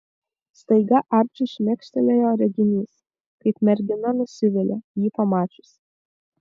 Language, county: Lithuanian, Vilnius